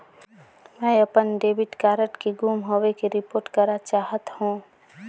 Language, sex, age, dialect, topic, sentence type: Chhattisgarhi, female, 25-30, Northern/Bhandar, banking, statement